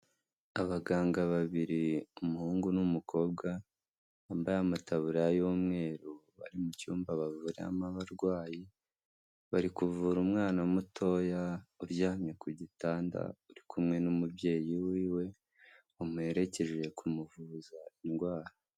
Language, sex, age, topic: Kinyarwanda, male, 25-35, health